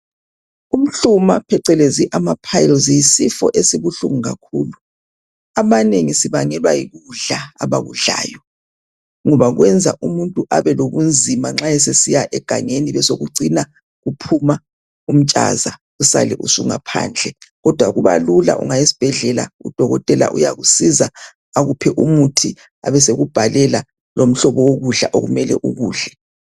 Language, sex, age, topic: North Ndebele, female, 25-35, health